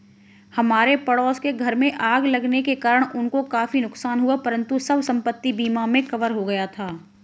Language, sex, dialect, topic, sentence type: Hindi, female, Marwari Dhudhari, banking, statement